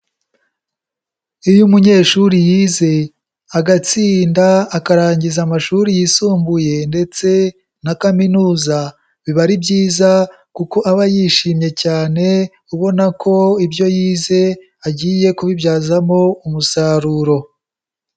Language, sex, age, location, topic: Kinyarwanda, male, 18-24, Nyagatare, education